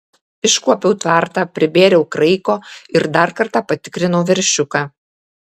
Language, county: Lithuanian, Kaunas